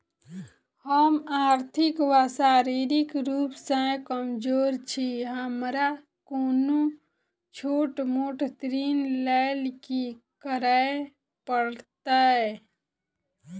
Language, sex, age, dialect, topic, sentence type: Maithili, female, 25-30, Southern/Standard, banking, question